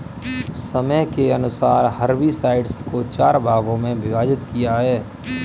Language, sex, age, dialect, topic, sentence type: Hindi, male, 25-30, Kanauji Braj Bhasha, agriculture, statement